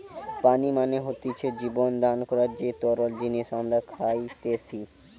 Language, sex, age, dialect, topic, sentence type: Bengali, male, <18, Western, agriculture, statement